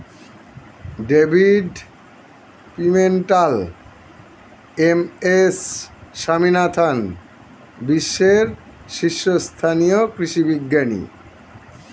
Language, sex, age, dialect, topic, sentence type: Bengali, male, 51-55, Standard Colloquial, agriculture, statement